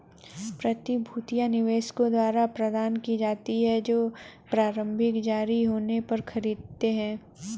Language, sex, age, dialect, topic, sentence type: Hindi, female, 31-35, Hindustani Malvi Khadi Boli, banking, statement